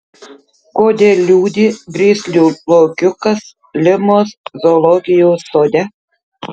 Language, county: Lithuanian, Tauragė